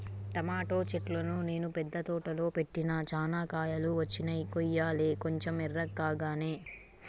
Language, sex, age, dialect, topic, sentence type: Telugu, female, 36-40, Telangana, agriculture, statement